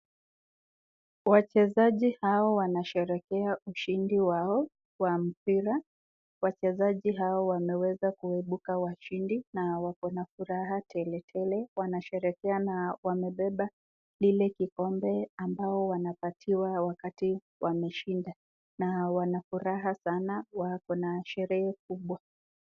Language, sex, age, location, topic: Swahili, female, 25-35, Nakuru, government